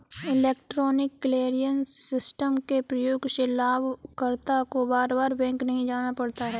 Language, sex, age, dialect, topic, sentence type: Hindi, female, 18-24, Kanauji Braj Bhasha, banking, statement